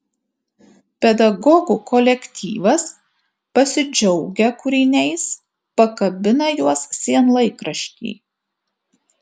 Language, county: Lithuanian, Kaunas